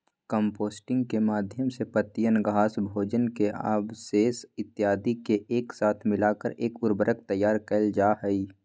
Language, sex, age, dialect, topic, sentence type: Magahi, male, 18-24, Western, agriculture, statement